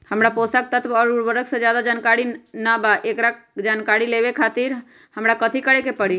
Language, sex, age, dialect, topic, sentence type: Magahi, female, 31-35, Western, agriculture, question